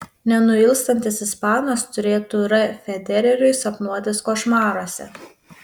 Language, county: Lithuanian, Panevėžys